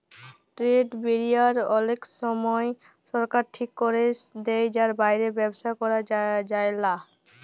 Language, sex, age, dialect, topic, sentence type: Bengali, female, 18-24, Jharkhandi, banking, statement